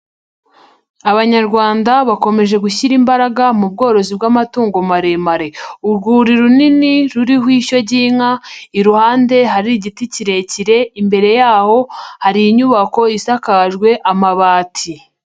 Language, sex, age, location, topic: Kinyarwanda, female, 50+, Nyagatare, agriculture